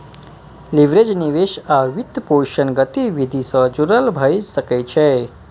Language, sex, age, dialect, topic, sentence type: Maithili, male, 25-30, Eastern / Thethi, banking, statement